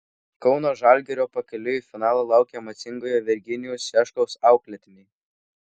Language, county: Lithuanian, Vilnius